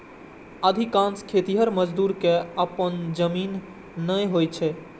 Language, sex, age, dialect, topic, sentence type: Maithili, male, 18-24, Eastern / Thethi, agriculture, statement